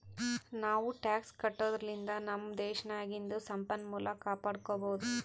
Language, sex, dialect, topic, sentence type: Kannada, female, Northeastern, banking, statement